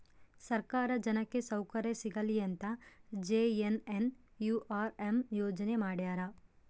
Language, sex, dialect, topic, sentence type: Kannada, female, Central, banking, statement